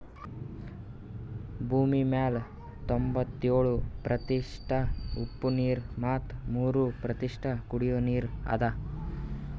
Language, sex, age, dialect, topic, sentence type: Kannada, male, 18-24, Northeastern, agriculture, statement